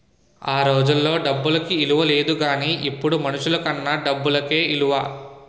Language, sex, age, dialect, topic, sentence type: Telugu, male, 18-24, Utterandhra, banking, statement